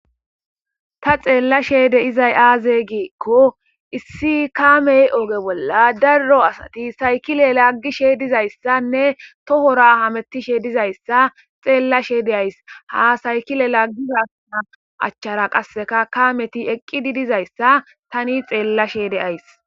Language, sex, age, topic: Gamo, male, 18-24, government